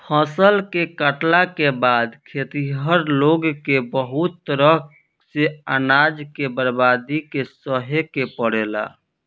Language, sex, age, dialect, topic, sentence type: Bhojpuri, male, 25-30, Southern / Standard, agriculture, statement